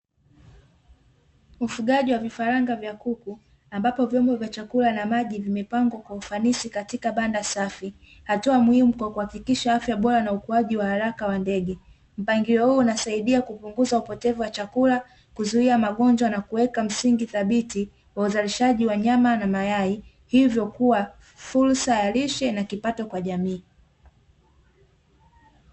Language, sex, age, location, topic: Swahili, female, 25-35, Dar es Salaam, agriculture